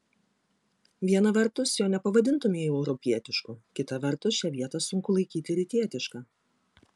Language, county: Lithuanian, Klaipėda